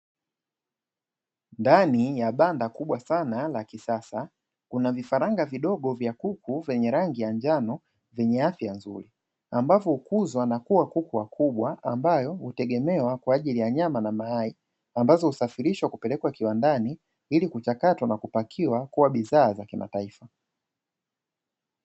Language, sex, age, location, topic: Swahili, male, 25-35, Dar es Salaam, agriculture